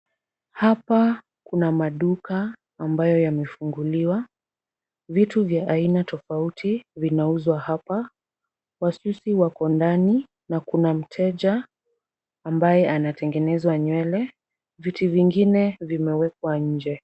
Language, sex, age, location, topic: Swahili, female, 18-24, Kisumu, finance